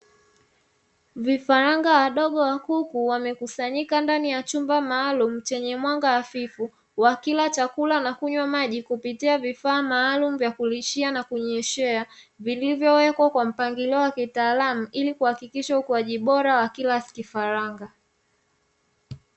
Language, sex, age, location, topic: Swahili, female, 25-35, Dar es Salaam, agriculture